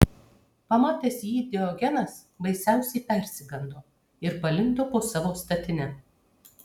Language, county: Lithuanian, Kaunas